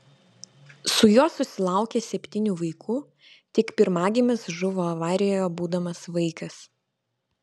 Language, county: Lithuanian, Vilnius